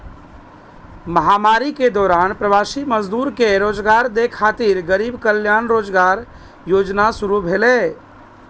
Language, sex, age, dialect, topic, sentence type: Maithili, male, 31-35, Eastern / Thethi, banking, statement